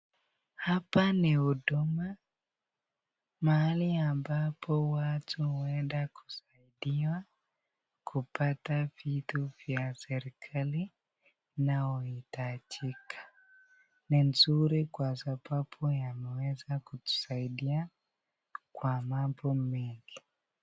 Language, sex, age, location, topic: Swahili, male, 18-24, Nakuru, government